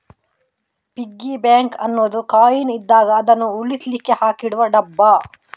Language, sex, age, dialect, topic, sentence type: Kannada, female, 31-35, Coastal/Dakshin, banking, statement